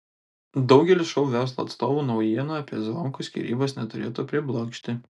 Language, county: Lithuanian, Telšiai